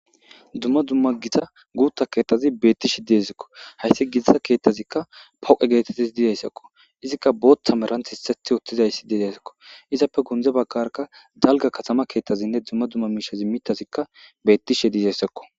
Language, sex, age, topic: Gamo, male, 25-35, government